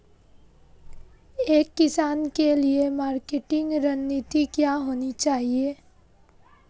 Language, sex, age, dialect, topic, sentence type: Hindi, female, 18-24, Marwari Dhudhari, agriculture, question